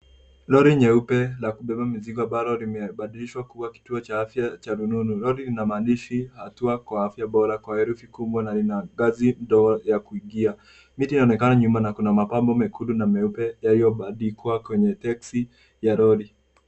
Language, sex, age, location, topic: Swahili, female, 50+, Nairobi, health